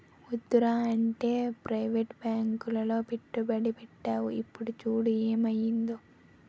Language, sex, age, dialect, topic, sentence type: Telugu, female, 18-24, Utterandhra, banking, statement